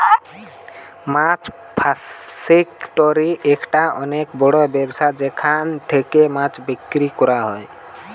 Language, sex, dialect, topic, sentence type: Bengali, male, Western, agriculture, statement